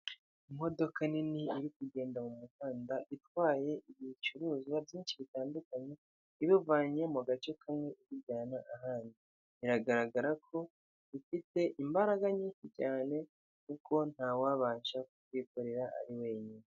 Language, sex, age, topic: Kinyarwanda, male, 25-35, government